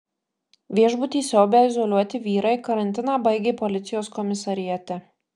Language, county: Lithuanian, Marijampolė